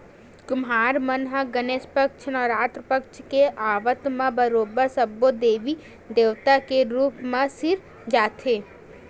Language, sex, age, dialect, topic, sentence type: Chhattisgarhi, female, 18-24, Western/Budati/Khatahi, banking, statement